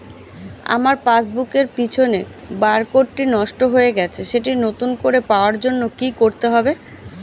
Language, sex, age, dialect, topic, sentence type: Bengali, female, 25-30, Standard Colloquial, banking, question